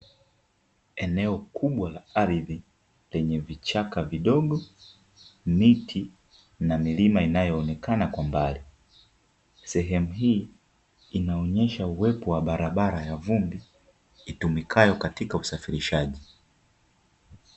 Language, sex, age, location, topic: Swahili, male, 25-35, Dar es Salaam, agriculture